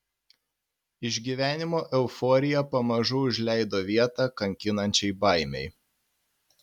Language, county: Lithuanian, Panevėžys